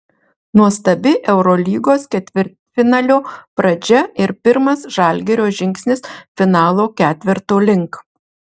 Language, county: Lithuanian, Marijampolė